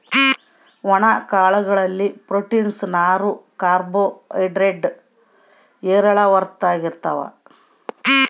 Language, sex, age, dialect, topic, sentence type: Kannada, female, 18-24, Central, agriculture, statement